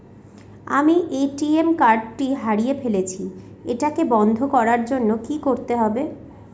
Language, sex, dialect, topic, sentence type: Bengali, female, Northern/Varendri, banking, question